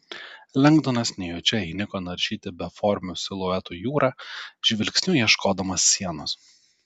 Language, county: Lithuanian, Telšiai